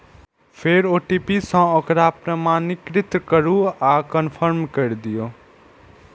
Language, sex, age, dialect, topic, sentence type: Maithili, male, 18-24, Eastern / Thethi, banking, statement